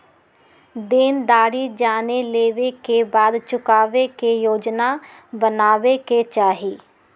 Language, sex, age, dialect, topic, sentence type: Magahi, female, 36-40, Western, banking, statement